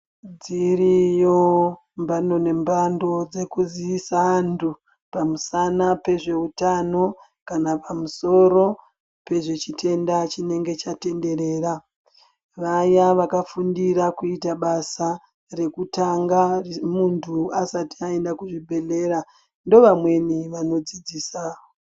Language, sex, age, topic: Ndau, male, 36-49, health